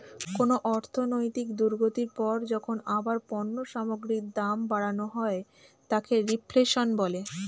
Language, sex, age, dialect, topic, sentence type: Bengali, female, 25-30, Standard Colloquial, banking, statement